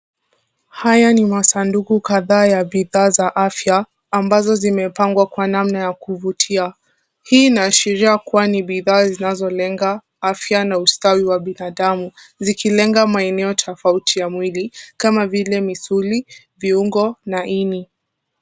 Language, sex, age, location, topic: Swahili, female, 18-24, Kisumu, health